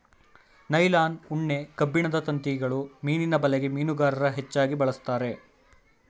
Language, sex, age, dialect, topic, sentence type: Kannada, male, 18-24, Mysore Kannada, agriculture, statement